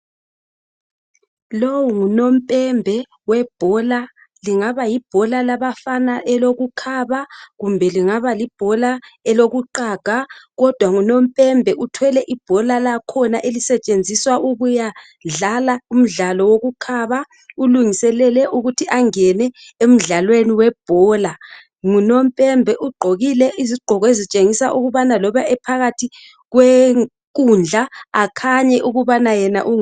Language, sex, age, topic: North Ndebele, female, 36-49, health